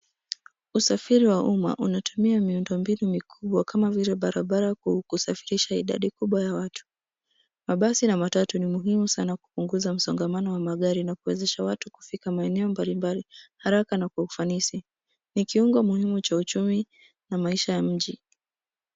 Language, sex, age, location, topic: Swahili, female, 18-24, Nairobi, government